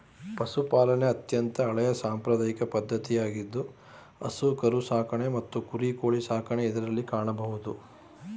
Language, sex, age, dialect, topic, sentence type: Kannada, male, 41-45, Mysore Kannada, agriculture, statement